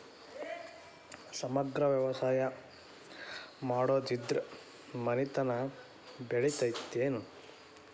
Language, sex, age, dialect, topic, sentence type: Kannada, male, 31-35, Dharwad Kannada, agriculture, question